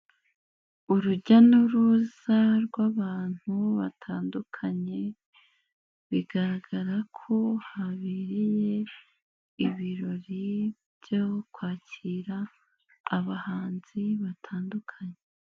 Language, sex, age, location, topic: Kinyarwanda, female, 18-24, Nyagatare, health